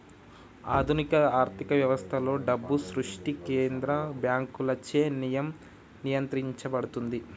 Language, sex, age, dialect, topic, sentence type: Telugu, male, 18-24, Telangana, banking, statement